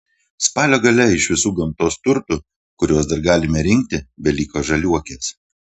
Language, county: Lithuanian, Panevėžys